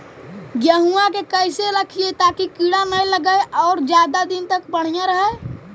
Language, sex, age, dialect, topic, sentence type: Magahi, male, 18-24, Central/Standard, agriculture, question